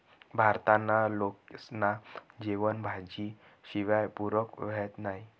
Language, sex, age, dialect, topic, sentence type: Marathi, male, 18-24, Northern Konkan, agriculture, statement